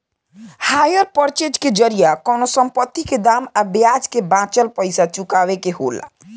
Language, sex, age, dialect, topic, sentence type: Bhojpuri, male, <18, Southern / Standard, banking, statement